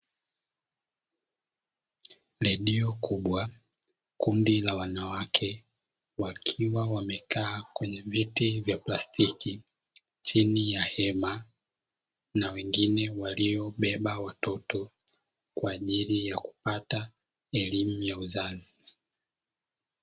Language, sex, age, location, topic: Swahili, male, 25-35, Dar es Salaam, health